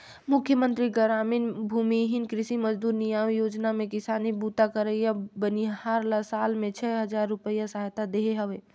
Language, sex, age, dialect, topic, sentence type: Chhattisgarhi, female, 18-24, Northern/Bhandar, banking, statement